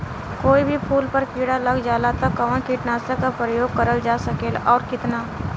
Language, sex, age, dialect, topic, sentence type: Bhojpuri, female, 18-24, Western, agriculture, question